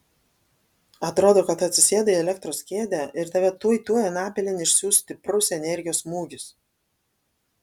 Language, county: Lithuanian, Alytus